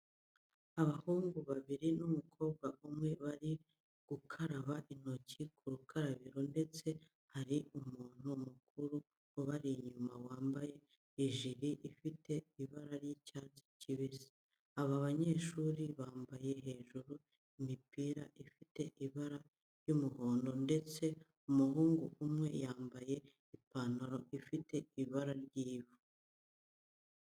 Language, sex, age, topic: Kinyarwanda, female, 25-35, education